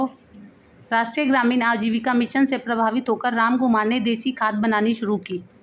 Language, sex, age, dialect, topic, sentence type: Hindi, male, 36-40, Hindustani Malvi Khadi Boli, banking, statement